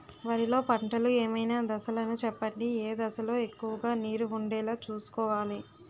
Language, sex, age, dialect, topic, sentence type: Telugu, female, 18-24, Utterandhra, agriculture, question